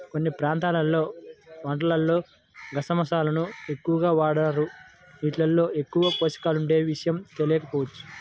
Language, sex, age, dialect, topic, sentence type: Telugu, female, 25-30, Central/Coastal, agriculture, statement